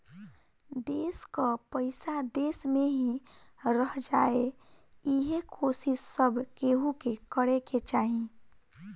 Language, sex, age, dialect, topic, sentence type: Bhojpuri, female, 18-24, Northern, banking, statement